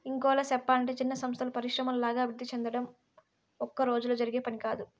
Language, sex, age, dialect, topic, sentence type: Telugu, female, 60-100, Southern, banking, statement